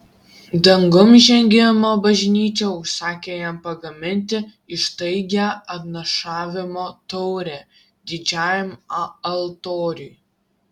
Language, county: Lithuanian, Vilnius